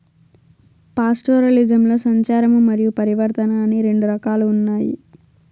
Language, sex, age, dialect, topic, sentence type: Telugu, female, 25-30, Southern, agriculture, statement